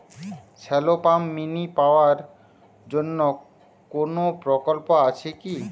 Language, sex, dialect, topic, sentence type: Bengali, male, Western, agriculture, question